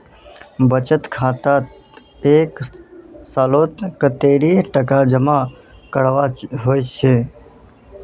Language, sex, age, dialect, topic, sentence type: Magahi, male, 25-30, Northeastern/Surjapuri, banking, question